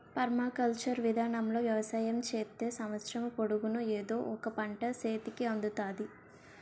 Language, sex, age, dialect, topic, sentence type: Telugu, female, 18-24, Utterandhra, agriculture, statement